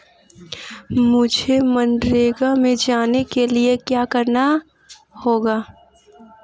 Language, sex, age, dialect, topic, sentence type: Hindi, female, 18-24, Marwari Dhudhari, banking, question